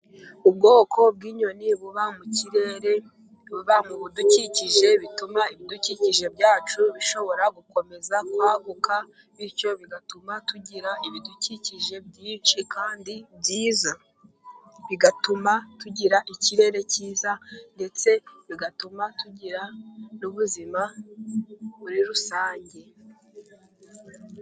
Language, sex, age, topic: Kinyarwanda, female, 18-24, agriculture